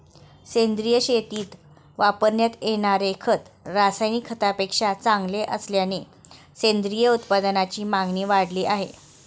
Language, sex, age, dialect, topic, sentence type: Marathi, female, 36-40, Standard Marathi, agriculture, statement